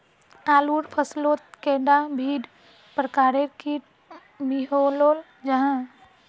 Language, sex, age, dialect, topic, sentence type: Magahi, female, 25-30, Northeastern/Surjapuri, agriculture, question